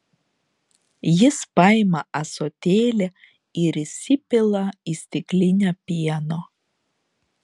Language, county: Lithuanian, Šiauliai